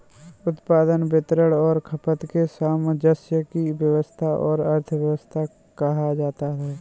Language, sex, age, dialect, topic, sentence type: Hindi, male, 25-30, Kanauji Braj Bhasha, banking, statement